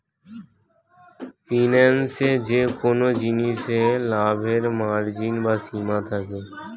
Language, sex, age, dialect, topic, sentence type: Bengali, male, <18, Standard Colloquial, banking, statement